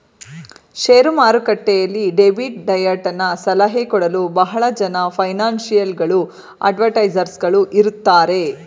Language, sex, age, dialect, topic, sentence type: Kannada, female, 36-40, Mysore Kannada, banking, statement